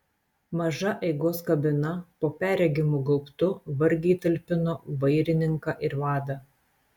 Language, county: Lithuanian, Telšiai